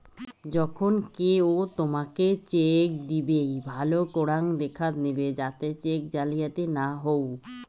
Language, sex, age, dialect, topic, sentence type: Bengali, female, 18-24, Rajbangshi, banking, statement